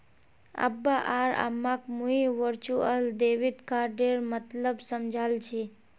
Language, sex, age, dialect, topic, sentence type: Magahi, male, 18-24, Northeastern/Surjapuri, banking, statement